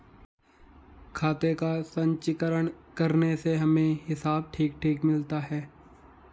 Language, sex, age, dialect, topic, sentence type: Hindi, male, 18-24, Hindustani Malvi Khadi Boli, banking, statement